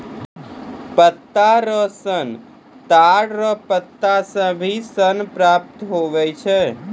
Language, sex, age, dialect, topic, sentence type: Maithili, male, 18-24, Angika, agriculture, statement